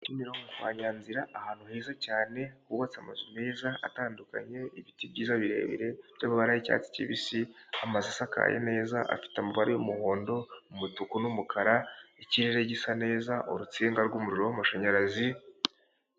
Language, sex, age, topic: Kinyarwanda, male, 18-24, government